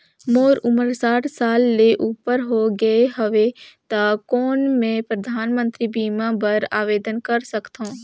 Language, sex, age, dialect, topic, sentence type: Chhattisgarhi, female, 18-24, Northern/Bhandar, banking, question